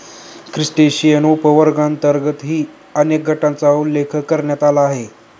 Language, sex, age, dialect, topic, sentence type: Marathi, male, 18-24, Standard Marathi, agriculture, statement